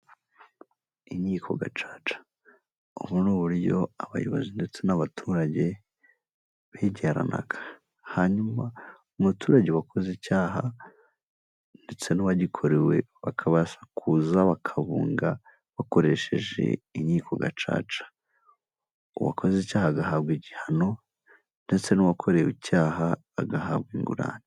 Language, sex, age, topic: Kinyarwanda, female, 25-35, government